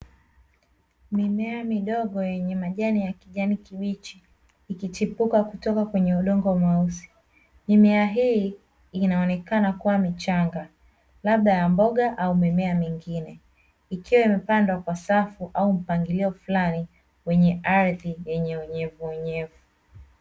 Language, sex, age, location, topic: Swahili, female, 25-35, Dar es Salaam, agriculture